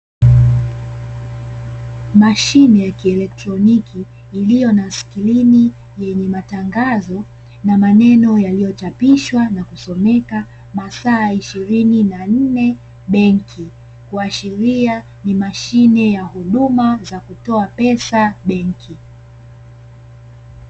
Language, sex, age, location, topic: Swahili, female, 18-24, Dar es Salaam, finance